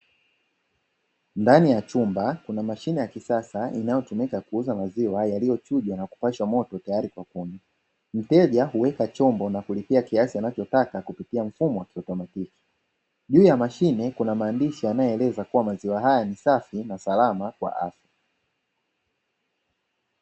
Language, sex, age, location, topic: Swahili, male, 25-35, Dar es Salaam, finance